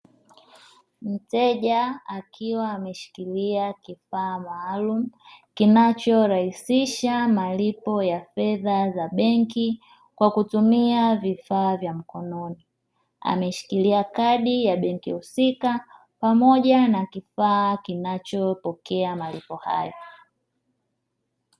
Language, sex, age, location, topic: Swahili, female, 25-35, Dar es Salaam, finance